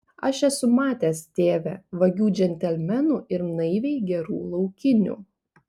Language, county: Lithuanian, Panevėžys